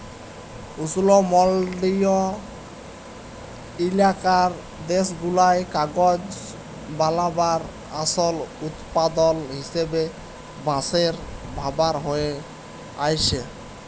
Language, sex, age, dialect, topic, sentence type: Bengali, male, 18-24, Jharkhandi, agriculture, statement